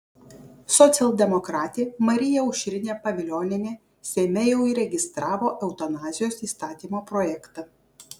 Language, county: Lithuanian, Kaunas